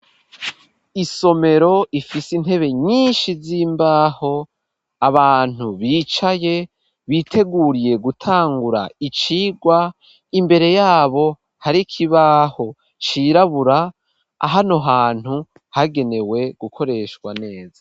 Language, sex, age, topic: Rundi, male, 18-24, education